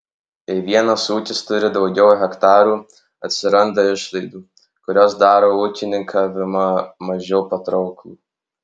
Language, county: Lithuanian, Alytus